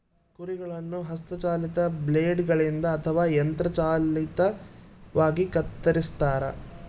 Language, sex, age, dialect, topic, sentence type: Kannada, male, 18-24, Central, agriculture, statement